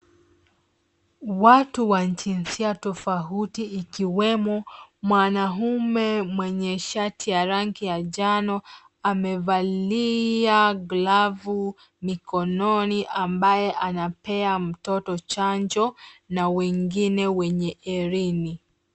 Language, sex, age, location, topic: Swahili, female, 25-35, Nairobi, health